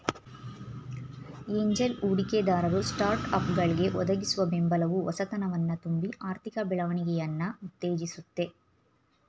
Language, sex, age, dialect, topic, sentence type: Kannada, female, 25-30, Mysore Kannada, banking, statement